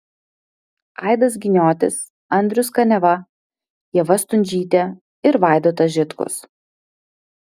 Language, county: Lithuanian, Vilnius